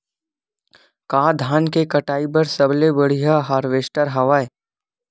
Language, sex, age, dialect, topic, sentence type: Chhattisgarhi, male, 18-24, Western/Budati/Khatahi, agriculture, question